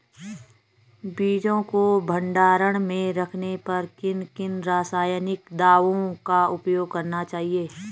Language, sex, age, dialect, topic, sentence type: Hindi, female, 36-40, Garhwali, agriculture, question